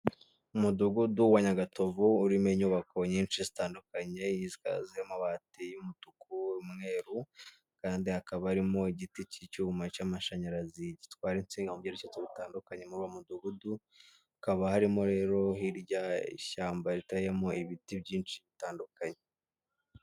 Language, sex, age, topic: Kinyarwanda, male, 18-24, government